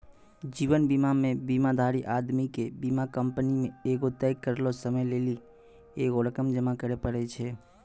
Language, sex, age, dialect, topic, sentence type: Maithili, male, 25-30, Angika, banking, statement